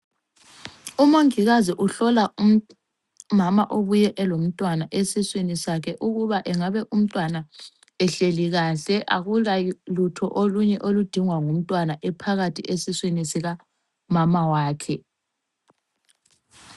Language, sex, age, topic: North Ndebele, female, 25-35, health